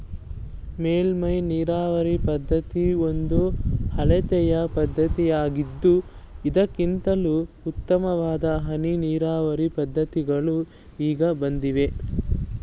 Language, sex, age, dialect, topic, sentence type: Kannada, male, 18-24, Mysore Kannada, agriculture, statement